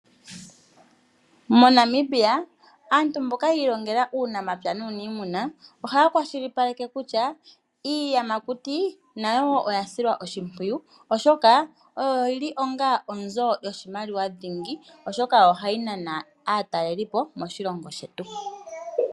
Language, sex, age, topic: Oshiwambo, female, 25-35, agriculture